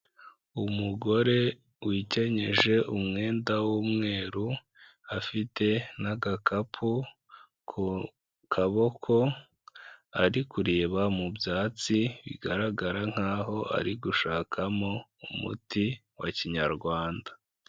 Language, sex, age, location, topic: Kinyarwanda, male, 25-35, Kigali, health